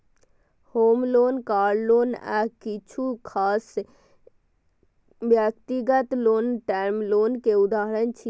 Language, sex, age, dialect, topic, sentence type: Maithili, female, 18-24, Eastern / Thethi, banking, statement